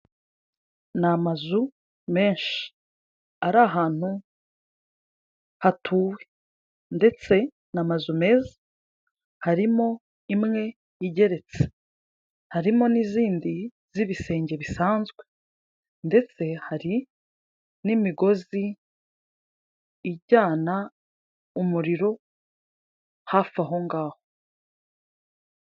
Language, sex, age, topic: Kinyarwanda, female, 25-35, government